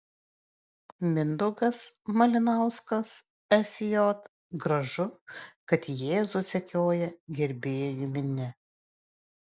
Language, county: Lithuanian, Utena